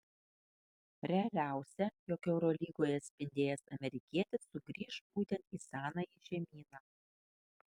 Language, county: Lithuanian, Kaunas